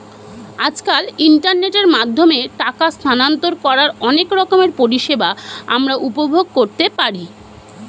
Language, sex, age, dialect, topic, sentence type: Bengali, female, 31-35, Standard Colloquial, banking, statement